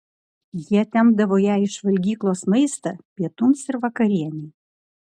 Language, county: Lithuanian, Klaipėda